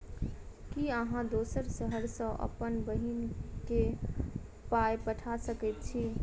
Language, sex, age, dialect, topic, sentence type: Maithili, female, 18-24, Southern/Standard, banking, question